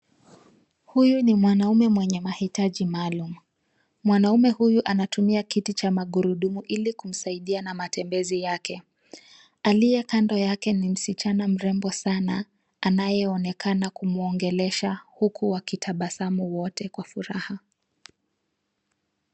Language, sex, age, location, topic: Swahili, female, 25-35, Nairobi, education